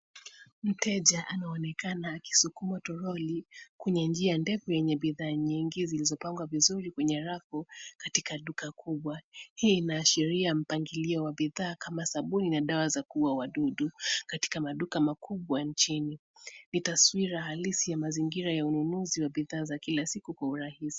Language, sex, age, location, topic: Swahili, female, 25-35, Nairobi, finance